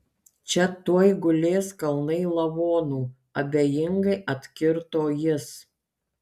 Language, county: Lithuanian, Kaunas